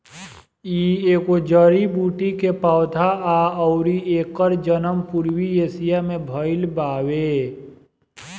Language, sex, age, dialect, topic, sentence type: Bhojpuri, male, 25-30, Southern / Standard, agriculture, statement